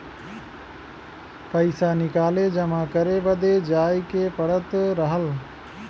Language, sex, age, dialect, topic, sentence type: Bhojpuri, male, 25-30, Western, banking, statement